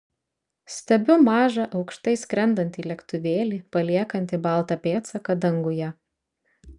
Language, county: Lithuanian, Vilnius